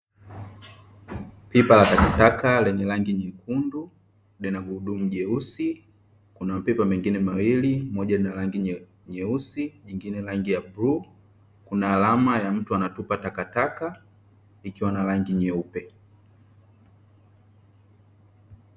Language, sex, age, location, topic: Swahili, male, 25-35, Dar es Salaam, government